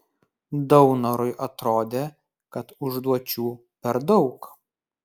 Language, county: Lithuanian, Kaunas